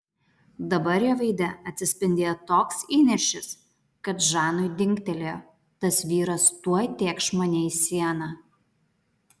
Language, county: Lithuanian, Alytus